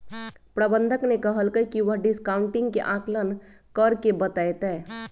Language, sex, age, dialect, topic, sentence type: Magahi, female, 25-30, Western, banking, statement